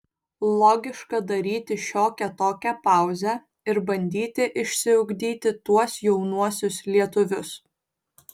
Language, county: Lithuanian, Vilnius